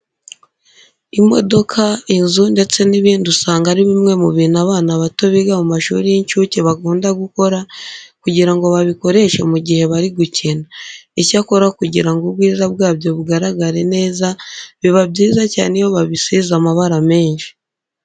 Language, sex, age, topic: Kinyarwanda, female, 25-35, education